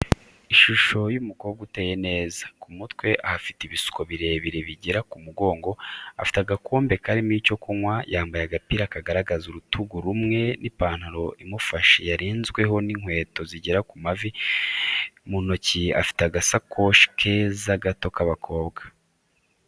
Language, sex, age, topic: Kinyarwanda, male, 25-35, education